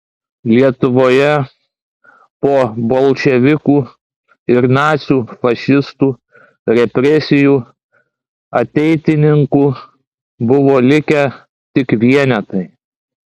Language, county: Lithuanian, Klaipėda